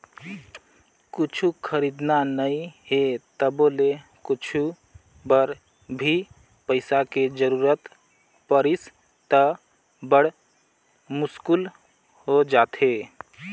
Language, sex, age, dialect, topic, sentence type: Chhattisgarhi, male, 31-35, Northern/Bhandar, banking, statement